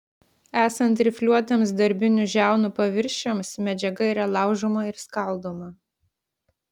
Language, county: Lithuanian, Klaipėda